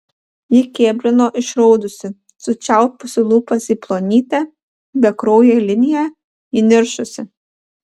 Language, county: Lithuanian, Panevėžys